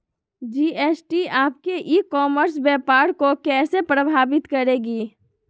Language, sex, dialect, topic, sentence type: Magahi, female, Southern, agriculture, question